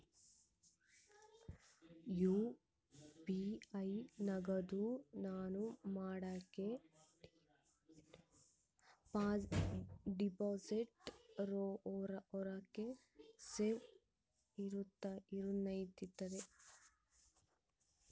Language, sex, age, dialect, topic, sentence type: Kannada, female, 18-24, Central, banking, question